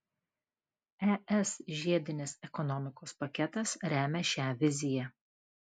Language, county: Lithuanian, Klaipėda